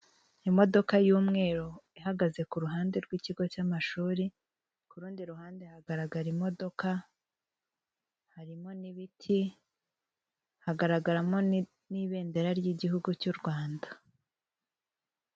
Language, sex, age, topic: Kinyarwanda, female, 18-24, government